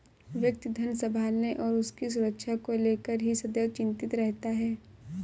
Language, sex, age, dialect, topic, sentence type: Hindi, female, 18-24, Awadhi Bundeli, banking, statement